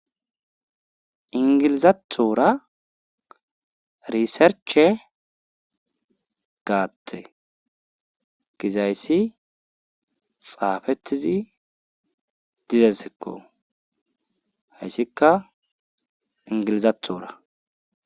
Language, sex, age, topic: Gamo, male, 18-24, government